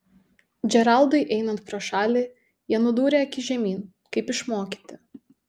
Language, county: Lithuanian, Tauragė